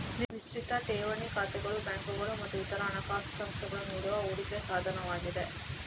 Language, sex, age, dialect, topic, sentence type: Kannada, female, 31-35, Coastal/Dakshin, banking, statement